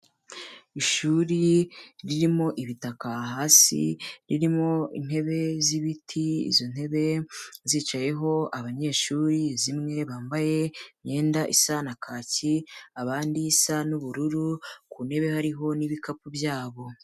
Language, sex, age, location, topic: Kinyarwanda, female, 18-24, Kigali, education